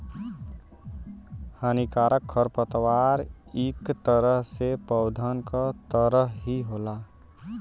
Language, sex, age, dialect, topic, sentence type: Bhojpuri, male, 18-24, Western, agriculture, statement